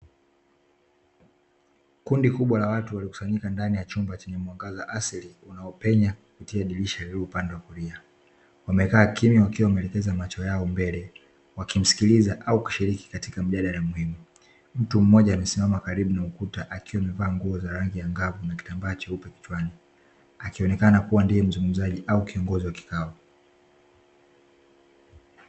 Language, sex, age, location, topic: Swahili, male, 25-35, Dar es Salaam, education